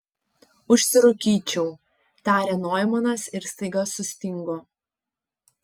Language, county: Lithuanian, Panevėžys